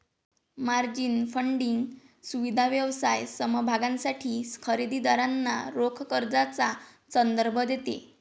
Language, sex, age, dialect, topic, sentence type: Marathi, female, 25-30, Varhadi, banking, statement